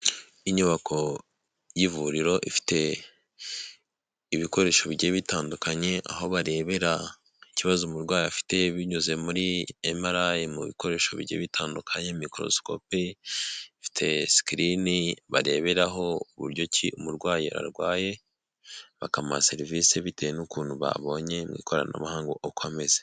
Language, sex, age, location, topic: Kinyarwanda, male, 18-24, Huye, health